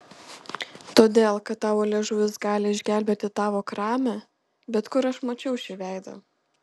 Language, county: Lithuanian, Panevėžys